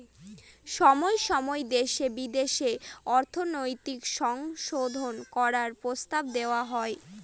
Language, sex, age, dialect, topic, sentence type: Bengali, female, 60-100, Northern/Varendri, banking, statement